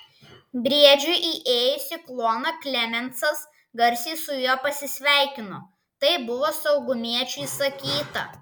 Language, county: Lithuanian, Klaipėda